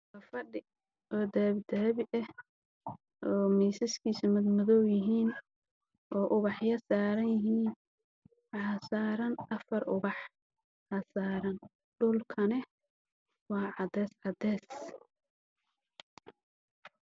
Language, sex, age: Somali, male, 18-24